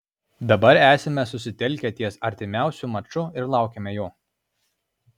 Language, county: Lithuanian, Alytus